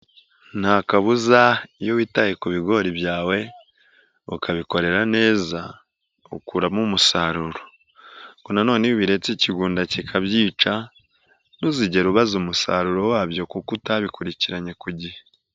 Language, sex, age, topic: Kinyarwanda, male, 18-24, agriculture